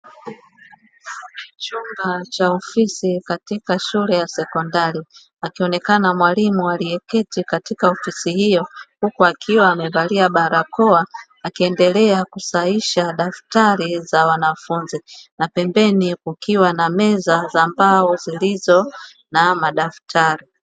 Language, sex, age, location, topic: Swahili, female, 25-35, Dar es Salaam, education